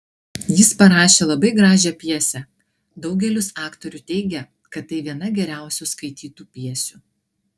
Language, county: Lithuanian, Klaipėda